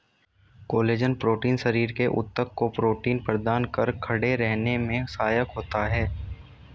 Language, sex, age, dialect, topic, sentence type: Hindi, male, 18-24, Hindustani Malvi Khadi Boli, agriculture, statement